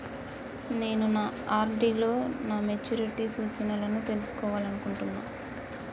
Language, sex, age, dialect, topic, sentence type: Telugu, female, 25-30, Telangana, banking, statement